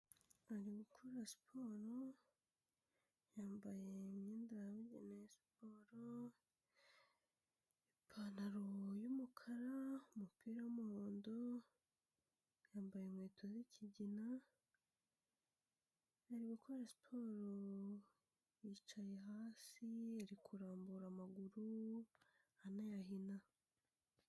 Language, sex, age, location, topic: Kinyarwanda, female, 18-24, Kigali, health